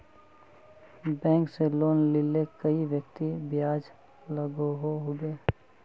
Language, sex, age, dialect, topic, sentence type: Magahi, male, 25-30, Northeastern/Surjapuri, banking, question